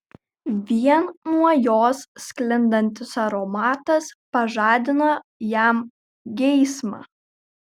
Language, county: Lithuanian, Kaunas